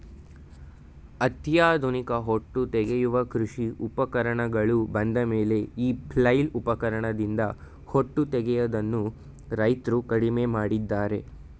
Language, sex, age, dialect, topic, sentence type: Kannada, male, 18-24, Mysore Kannada, agriculture, statement